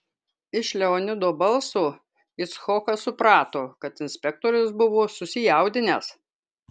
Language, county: Lithuanian, Kaunas